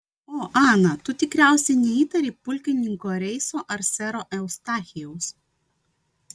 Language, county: Lithuanian, Vilnius